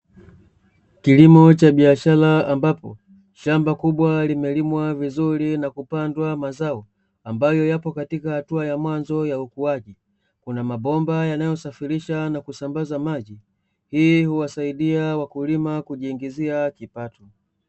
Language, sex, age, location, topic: Swahili, male, 25-35, Dar es Salaam, agriculture